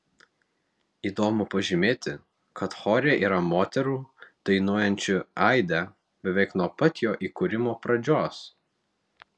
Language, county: Lithuanian, Vilnius